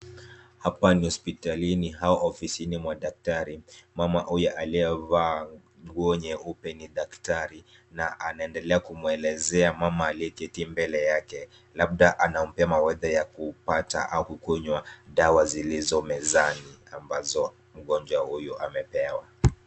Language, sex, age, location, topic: Swahili, female, 25-35, Kisumu, health